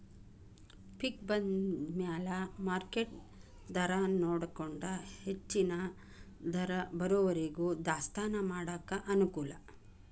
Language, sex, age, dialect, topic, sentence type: Kannada, female, 56-60, Dharwad Kannada, agriculture, statement